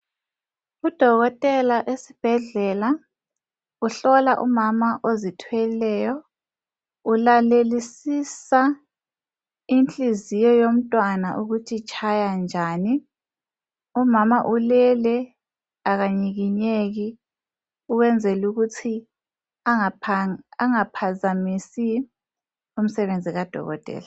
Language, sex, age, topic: North Ndebele, female, 25-35, health